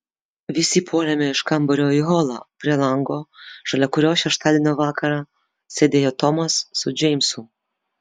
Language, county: Lithuanian, Vilnius